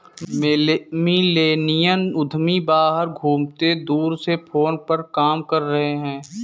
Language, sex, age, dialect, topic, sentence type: Hindi, male, 18-24, Kanauji Braj Bhasha, banking, statement